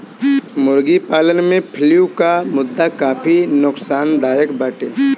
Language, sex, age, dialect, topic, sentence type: Bhojpuri, male, 18-24, Northern, agriculture, statement